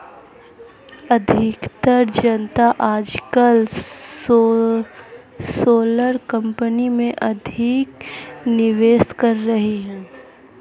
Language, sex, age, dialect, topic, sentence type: Hindi, female, 18-24, Marwari Dhudhari, banking, statement